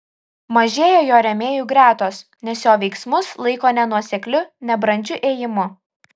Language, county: Lithuanian, Kaunas